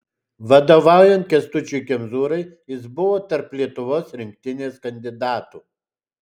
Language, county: Lithuanian, Alytus